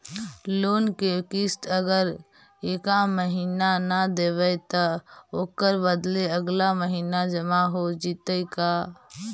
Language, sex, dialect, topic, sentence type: Magahi, female, Central/Standard, banking, question